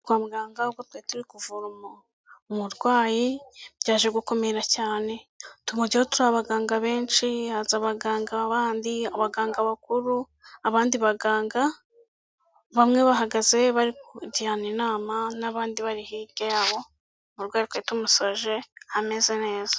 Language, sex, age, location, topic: Kinyarwanda, female, 18-24, Kigali, health